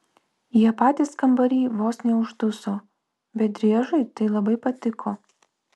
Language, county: Lithuanian, Vilnius